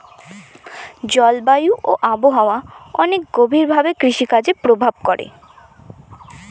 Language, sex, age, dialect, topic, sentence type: Bengali, male, 31-35, Northern/Varendri, agriculture, statement